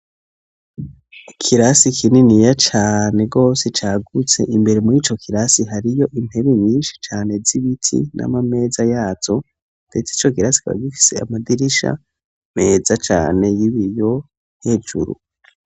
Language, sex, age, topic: Rundi, male, 18-24, education